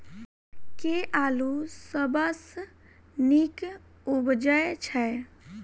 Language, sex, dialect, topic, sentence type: Maithili, female, Southern/Standard, agriculture, question